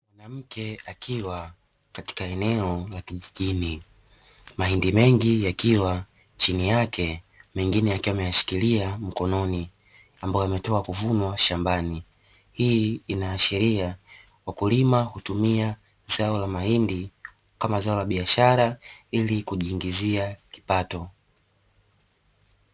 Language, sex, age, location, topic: Swahili, male, 18-24, Dar es Salaam, agriculture